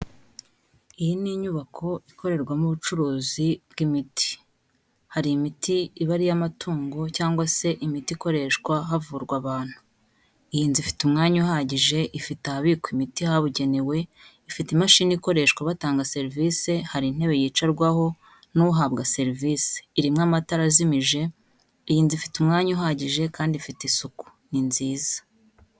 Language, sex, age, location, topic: Kinyarwanda, female, 25-35, Kigali, health